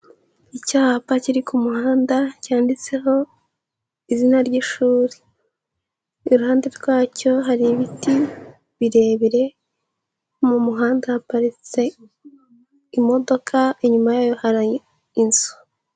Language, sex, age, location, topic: Kinyarwanda, female, 18-24, Huye, education